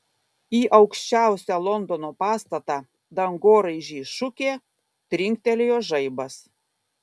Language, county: Lithuanian, Kaunas